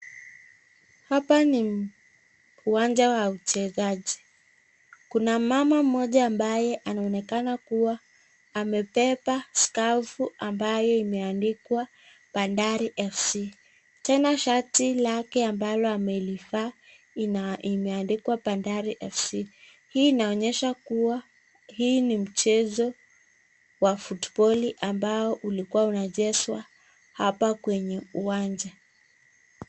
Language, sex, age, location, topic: Swahili, female, 25-35, Nakuru, government